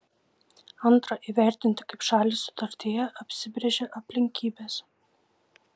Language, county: Lithuanian, Šiauliai